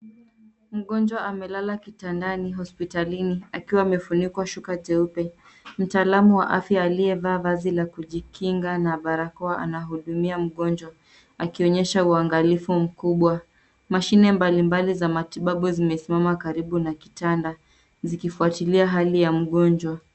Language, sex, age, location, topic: Swahili, female, 18-24, Nairobi, health